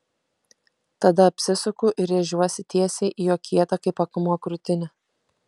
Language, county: Lithuanian, Kaunas